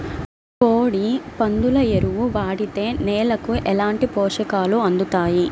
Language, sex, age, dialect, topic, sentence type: Telugu, female, 25-30, Central/Coastal, agriculture, question